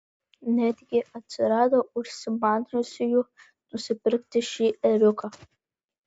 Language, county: Lithuanian, Vilnius